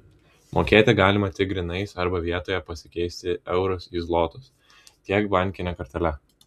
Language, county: Lithuanian, Vilnius